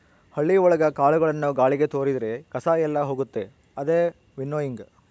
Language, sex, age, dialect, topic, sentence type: Kannada, male, 46-50, Central, agriculture, statement